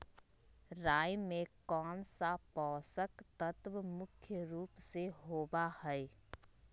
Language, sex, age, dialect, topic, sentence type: Magahi, female, 25-30, Western, agriculture, statement